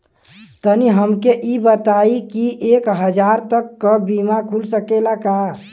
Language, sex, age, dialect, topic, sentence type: Bhojpuri, male, 18-24, Western, banking, question